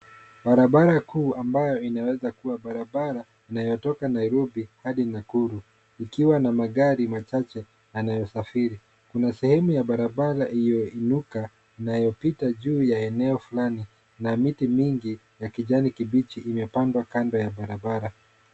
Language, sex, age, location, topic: Swahili, male, 25-35, Nairobi, government